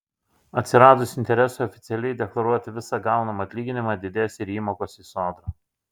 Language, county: Lithuanian, Šiauliai